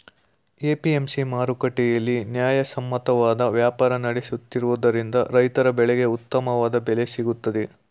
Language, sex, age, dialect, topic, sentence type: Kannada, male, 18-24, Mysore Kannada, banking, statement